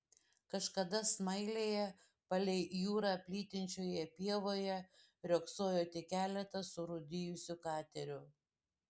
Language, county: Lithuanian, Šiauliai